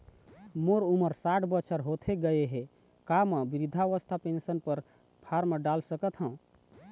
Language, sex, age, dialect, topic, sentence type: Chhattisgarhi, male, 31-35, Eastern, banking, question